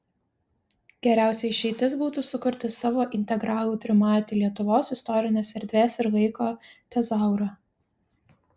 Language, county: Lithuanian, Vilnius